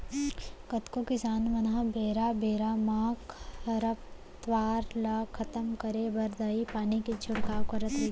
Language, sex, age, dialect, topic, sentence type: Chhattisgarhi, female, 56-60, Central, agriculture, statement